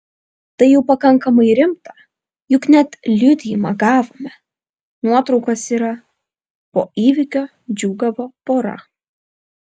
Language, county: Lithuanian, Vilnius